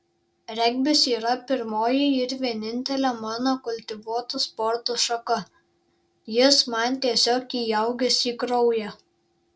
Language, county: Lithuanian, Šiauliai